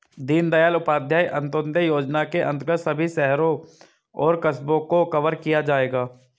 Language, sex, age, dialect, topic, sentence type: Hindi, male, 25-30, Hindustani Malvi Khadi Boli, banking, statement